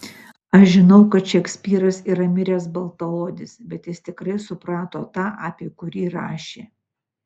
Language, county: Lithuanian, Utena